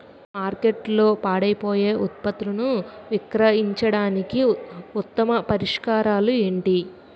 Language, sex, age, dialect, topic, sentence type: Telugu, female, 18-24, Utterandhra, agriculture, statement